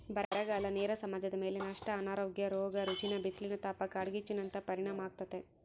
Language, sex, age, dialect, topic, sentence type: Kannada, female, 18-24, Central, agriculture, statement